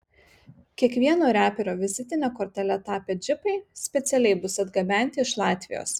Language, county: Lithuanian, Marijampolė